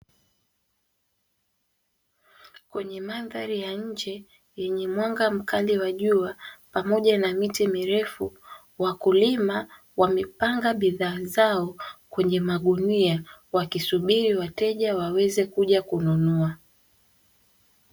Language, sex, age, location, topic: Swahili, female, 18-24, Dar es Salaam, finance